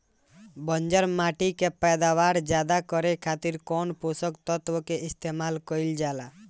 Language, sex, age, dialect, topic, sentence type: Bhojpuri, male, 18-24, Northern, agriculture, question